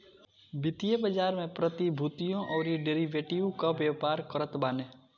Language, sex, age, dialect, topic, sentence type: Bhojpuri, male, <18, Northern, banking, statement